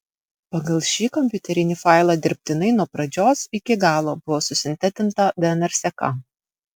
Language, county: Lithuanian, Vilnius